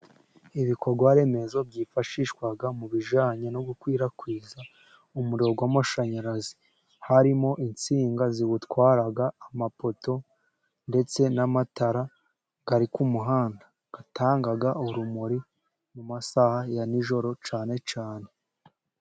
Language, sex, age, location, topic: Kinyarwanda, female, 50+, Musanze, government